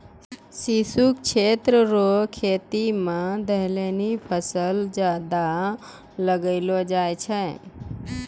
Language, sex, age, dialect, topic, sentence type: Maithili, female, 25-30, Angika, agriculture, statement